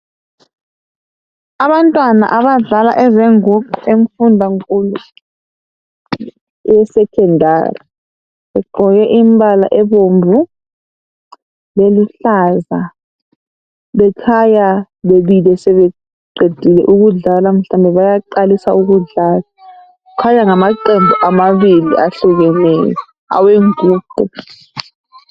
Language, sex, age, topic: North Ndebele, female, 18-24, education